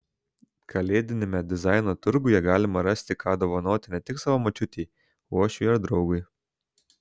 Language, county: Lithuanian, Šiauliai